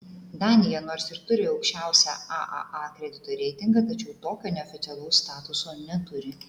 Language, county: Lithuanian, Klaipėda